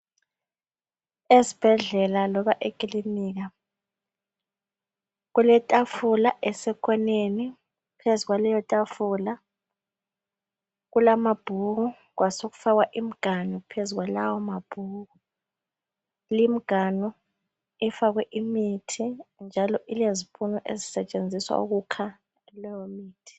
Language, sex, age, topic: North Ndebele, female, 25-35, health